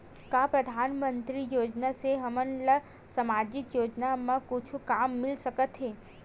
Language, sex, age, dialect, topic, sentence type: Chhattisgarhi, female, 18-24, Western/Budati/Khatahi, banking, question